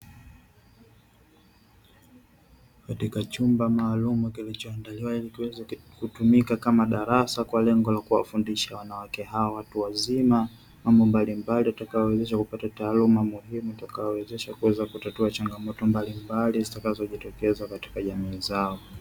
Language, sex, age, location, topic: Swahili, male, 25-35, Dar es Salaam, education